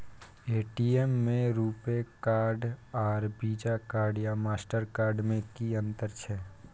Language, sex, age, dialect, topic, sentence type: Maithili, male, 18-24, Bajjika, banking, question